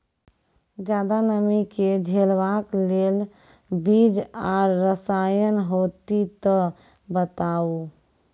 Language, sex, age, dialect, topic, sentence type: Maithili, female, 18-24, Angika, agriculture, question